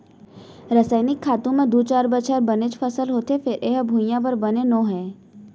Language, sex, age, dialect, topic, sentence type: Chhattisgarhi, female, 18-24, Central, agriculture, statement